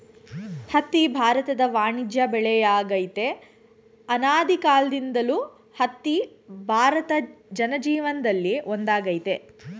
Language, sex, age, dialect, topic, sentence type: Kannada, female, 41-45, Mysore Kannada, agriculture, statement